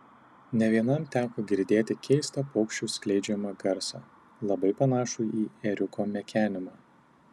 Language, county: Lithuanian, Tauragė